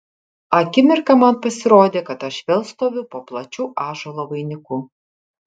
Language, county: Lithuanian, Kaunas